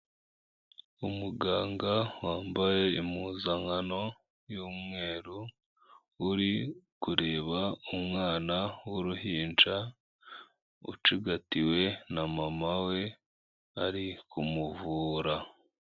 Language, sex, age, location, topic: Kinyarwanda, female, 25-35, Kigali, health